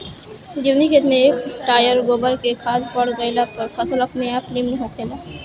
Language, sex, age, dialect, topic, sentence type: Bhojpuri, female, 18-24, Northern, agriculture, statement